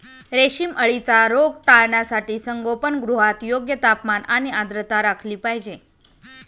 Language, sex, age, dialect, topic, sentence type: Marathi, female, 41-45, Northern Konkan, agriculture, statement